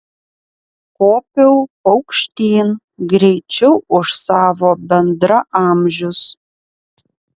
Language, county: Lithuanian, Panevėžys